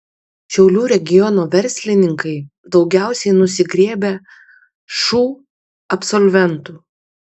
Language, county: Lithuanian, Kaunas